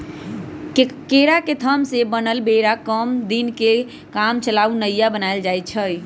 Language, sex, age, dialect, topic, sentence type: Magahi, male, 25-30, Western, agriculture, statement